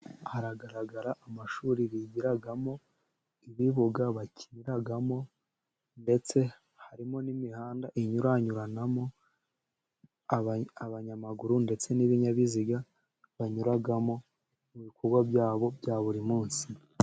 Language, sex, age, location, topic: Kinyarwanda, male, 18-24, Musanze, government